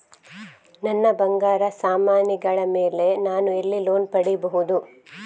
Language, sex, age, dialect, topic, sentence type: Kannada, female, 25-30, Coastal/Dakshin, banking, statement